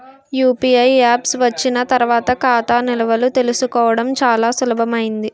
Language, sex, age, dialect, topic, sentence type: Telugu, female, 18-24, Utterandhra, banking, statement